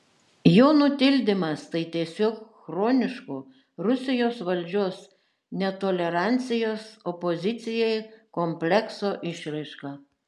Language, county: Lithuanian, Šiauliai